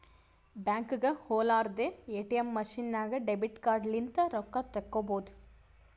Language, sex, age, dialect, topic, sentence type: Kannada, female, 18-24, Northeastern, banking, statement